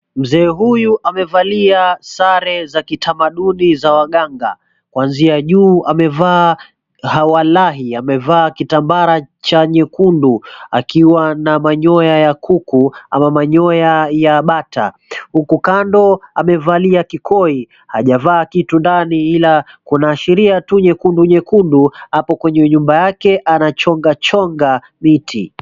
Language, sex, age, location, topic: Swahili, male, 25-35, Mombasa, health